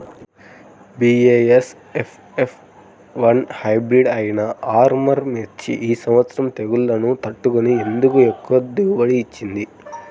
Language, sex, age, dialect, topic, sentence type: Telugu, male, 25-30, Central/Coastal, agriculture, question